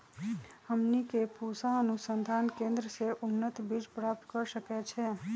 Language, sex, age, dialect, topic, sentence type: Magahi, female, 31-35, Western, agriculture, question